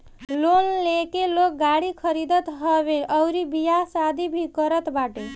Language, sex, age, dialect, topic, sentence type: Bhojpuri, female, 18-24, Northern, banking, statement